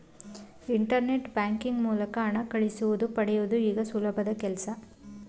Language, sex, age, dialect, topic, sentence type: Kannada, female, 18-24, Mysore Kannada, banking, statement